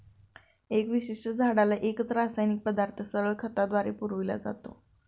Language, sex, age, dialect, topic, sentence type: Marathi, female, 25-30, Standard Marathi, agriculture, statement